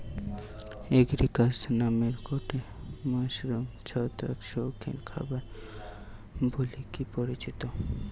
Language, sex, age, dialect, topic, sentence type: Bengali, male, 18-24, Western, agriculture, statement